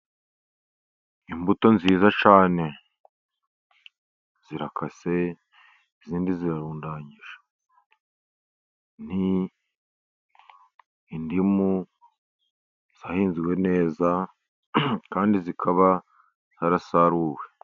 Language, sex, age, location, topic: Kinyarwanda, male, 50+, Musanze, agriculture